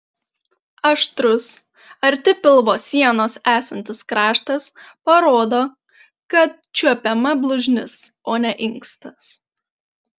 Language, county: Lithuanian, Panevėžys